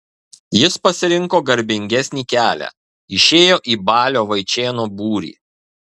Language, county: Lithuanian, Kaunas